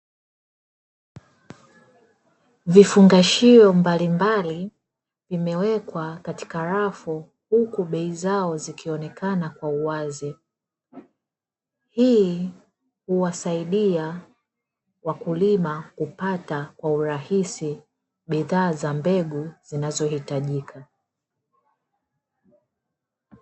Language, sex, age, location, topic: Swahili, female, 25-35, Dar es Salaam, agriculture